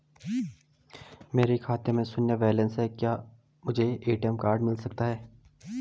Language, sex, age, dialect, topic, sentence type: Hindi, male, 18-24, Garhwali, banking, question